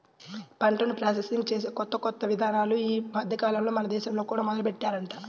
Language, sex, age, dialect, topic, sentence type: Telugu, male, 18-24, Central/Coastal, agriculture, statement